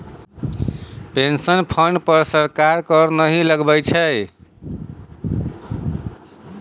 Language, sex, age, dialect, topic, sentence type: Maithili, male, 36-40, Bajjika, banking, statement